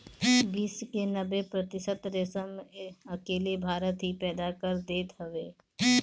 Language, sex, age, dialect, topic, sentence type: Bhojpuri, female, 25-30, Northern, agriculture, statement